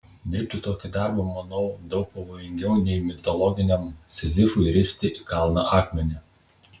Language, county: Lithuanian, Vilnius